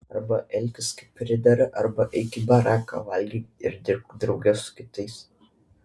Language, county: Lithuanian, Vilnius